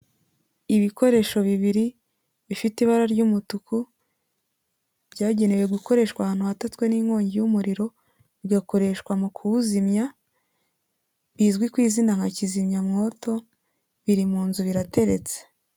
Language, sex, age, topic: Kinyarwanda, female, 18-24, government